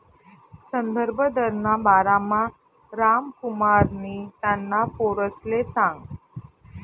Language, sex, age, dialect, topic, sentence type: Marathi, female, 31-35, Northern Konkan, banking, statement